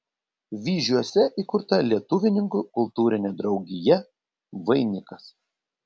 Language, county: Lithuanian, Panevėžys